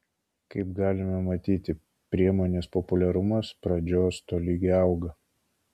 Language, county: Lithuanian, Kaunas